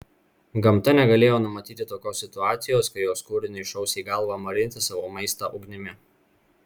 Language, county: Lithuanian, Marijampolė